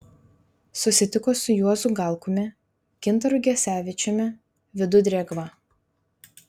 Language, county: Lithuanian, Vilnius